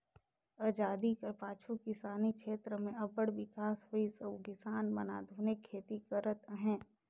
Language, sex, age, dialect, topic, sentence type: Chhattisgarhi, female, 60-100, Northern/Bhandar, agriculture, statement